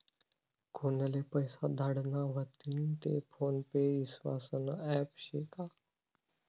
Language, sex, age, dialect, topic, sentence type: Marathi, male, 18-24, Northern Konkan, banking, statement